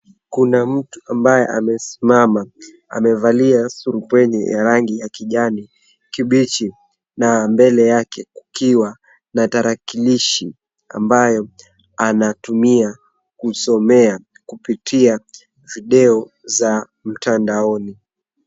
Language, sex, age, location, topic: Swahili, male, 18-24, Nairobi, education